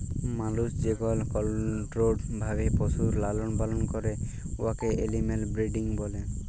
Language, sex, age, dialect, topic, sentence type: Bengali, male, 41-45, Jharkhandi, agriculture, statement